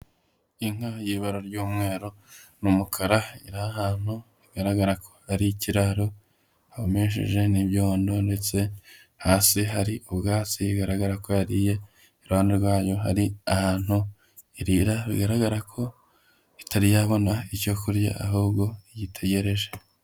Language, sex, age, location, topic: Kinyarwanda, male, 25-35, Huye, agriculture